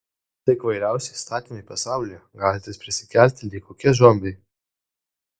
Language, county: Lithuanian, Kaunas